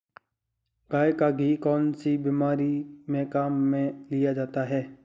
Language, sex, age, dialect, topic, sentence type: Hindi, male, 18-24, Marwari Dhudhari, agriculture, question